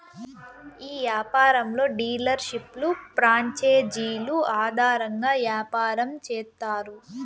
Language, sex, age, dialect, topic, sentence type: Telugu, female, 18-24, Southern, agriculture, statement